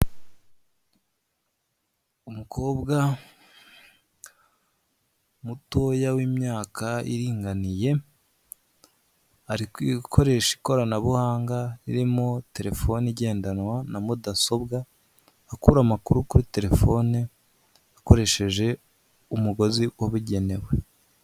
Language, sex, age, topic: Kinyarwanda, male, 18-24, government